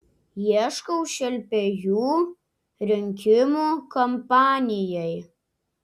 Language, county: Lithuanian, Klaipėda